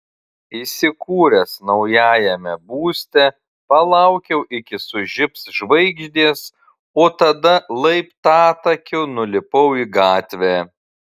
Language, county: Lithuanian, Tauragė